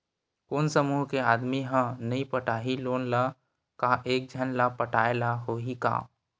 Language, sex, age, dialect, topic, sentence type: Chhattisgarhi, male, 18-24, Western/Budati/Khatahi, banking, question